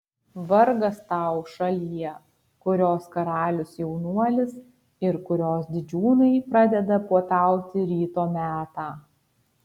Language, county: Lithuanian, Kaunas